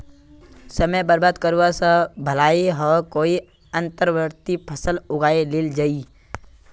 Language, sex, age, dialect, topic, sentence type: Magahi, male, 18-24, Northeastern/Surjapuri, agriculture, statement